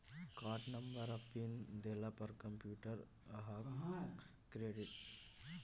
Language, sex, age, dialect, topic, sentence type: Maithili, male, 18-24, Bajjika, banking, statement